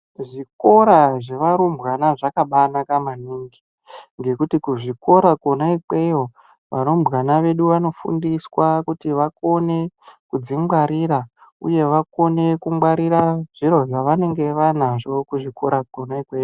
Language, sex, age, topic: Ndau, male, 18-24, education